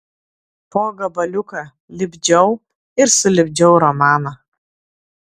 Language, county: Lithuanian, Klaipėda